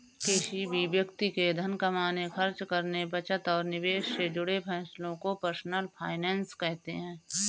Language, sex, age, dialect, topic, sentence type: Hindi, female, 25-30, Awadhi Bundeli, banking, statement